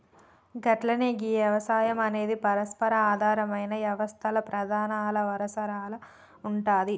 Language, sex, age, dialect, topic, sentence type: Telugu, female, 25-30, Telangana, agriculture, statement